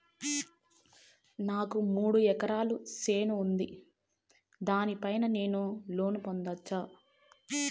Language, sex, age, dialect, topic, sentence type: Telugu, female, 18-24, Southern, banking, question